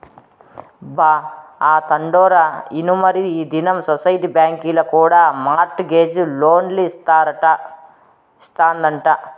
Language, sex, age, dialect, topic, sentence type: Telugu, female, 36-40, Southern, banking, statement